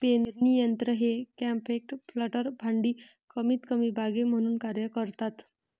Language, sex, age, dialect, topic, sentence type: Marathi, female, 31-35, Varhadi, agriculture, statement